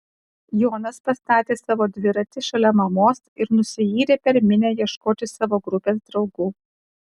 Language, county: Lithuanian, Kaunas